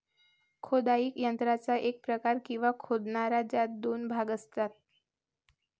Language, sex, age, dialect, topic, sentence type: Marathi, male, 18-24, Varhadi, agriculture, statement